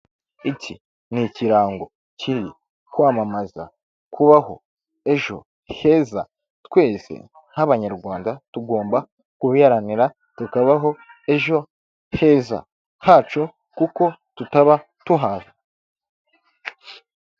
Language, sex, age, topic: Kinyarwanda, male, 25-35, finance